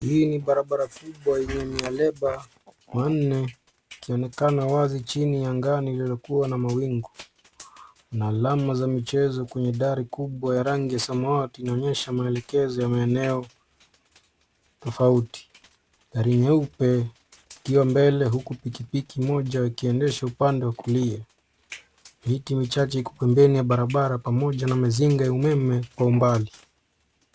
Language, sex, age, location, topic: Swahili, male, 25-35, Nairobi, government